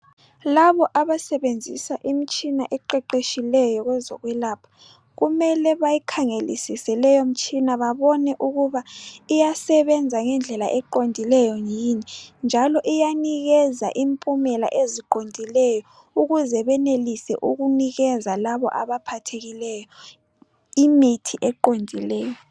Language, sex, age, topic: North Ndebele, female, 25-35, health